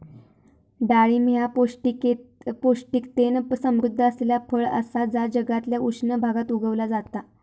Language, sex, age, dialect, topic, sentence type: Marathi, female, 18-24, Southern Konkan, agriculture, statement